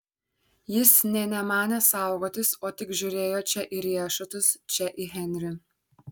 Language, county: Lithuanian, Šiauliai